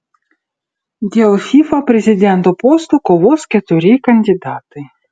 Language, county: Lithuanian, Utena